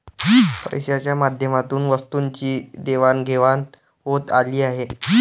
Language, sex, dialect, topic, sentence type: Marathi, male, Varhadi, banking, statement